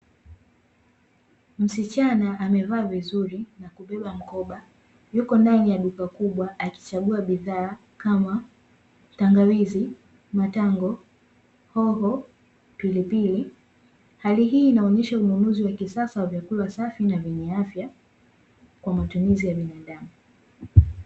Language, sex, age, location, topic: Swahili, female, 18-24, Dar es Salaam, finance